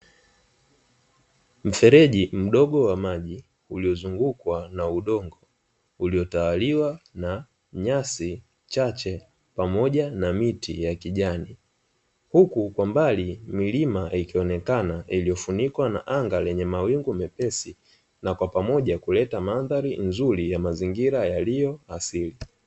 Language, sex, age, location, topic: Swahili, male, 25-35, Dar es Salaam, agriculture